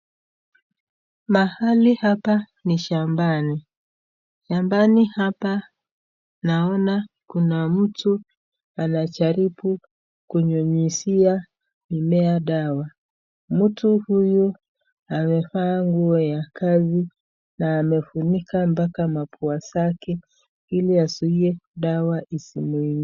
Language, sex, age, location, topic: Swahili, female, 36-49, Nakuru, health